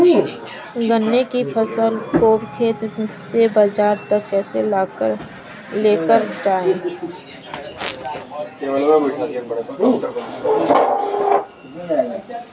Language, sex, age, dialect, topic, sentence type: Hindi, female, 25-30, Kanauji Braj Bhasha, agriculture, question